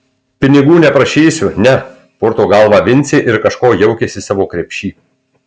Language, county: Lithuanian, Marijampolė